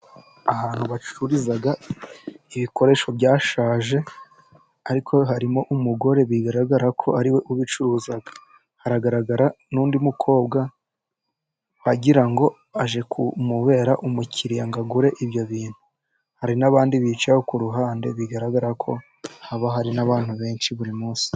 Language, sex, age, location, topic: Kinyarwanda, male, 18-24, Musanze, finance